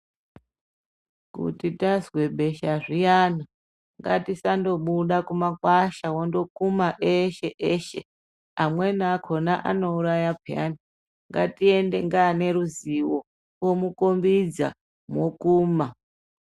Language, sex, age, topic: Ndau, female, 36-49, health